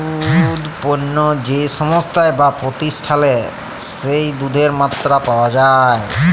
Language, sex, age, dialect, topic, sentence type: Bengali, male, 31-35, Jharkhandi, agriculture, statement